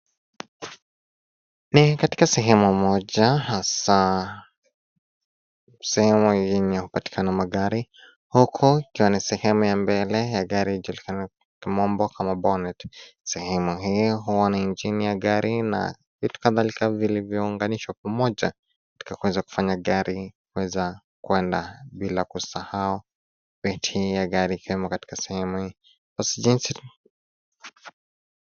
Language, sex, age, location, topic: Swahili, male, 25-35, Nairobi, finance